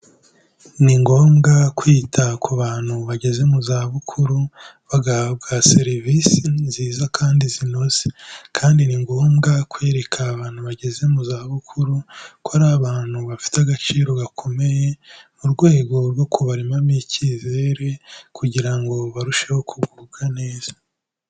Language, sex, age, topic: Kinyarwanda, male, 18-24, health